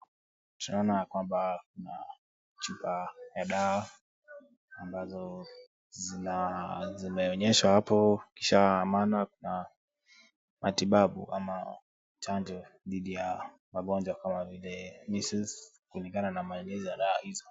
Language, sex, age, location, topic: Swahili, male, 18-24, Kisumu, health